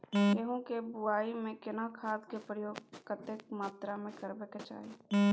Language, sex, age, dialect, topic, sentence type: Maithili, female, 18-24, Bajjika, agriculture, question